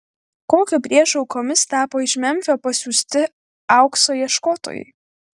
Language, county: Lithuanian, Vilnius